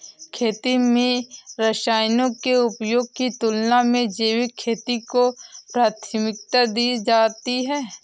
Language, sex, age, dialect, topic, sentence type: Hindi, female, 18-24, Awadhi Bundeli, agriculture, statement